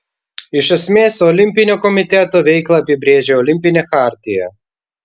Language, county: Lithuanian, Vilnius